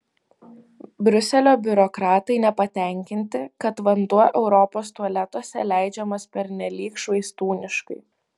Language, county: Lithuanian, Vilnius